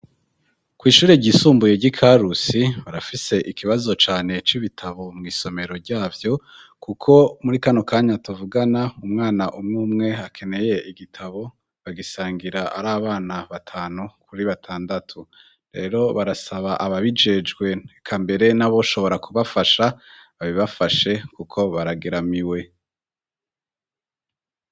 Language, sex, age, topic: Rundi, male, 25-35, education